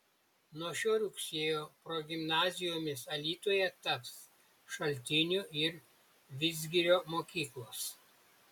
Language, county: Lithuanian, Šiauliai